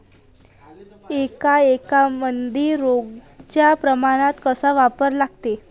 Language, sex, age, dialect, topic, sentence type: Marathi, female, 18-24, Varhadi, agriculture, question